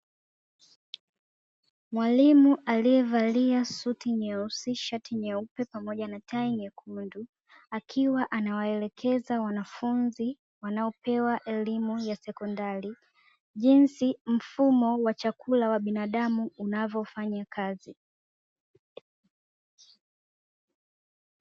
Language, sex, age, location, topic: Swahili, female, 18-24, Dar es Salaam, education